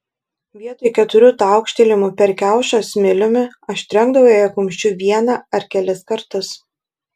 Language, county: Lithuanian, Šiauliai